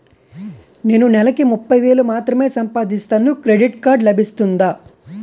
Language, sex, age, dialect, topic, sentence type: Telugu, male, 18-24, Utterandhra, banking, question